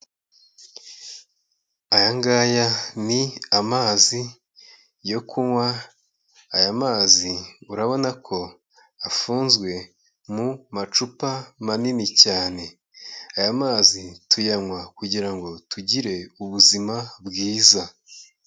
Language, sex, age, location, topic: Kinyarwanda, male, 25-35, Kigali, finance